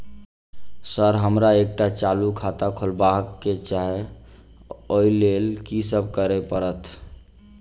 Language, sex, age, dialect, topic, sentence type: Maithili, male, 25-30, Southern/Standard, banking, question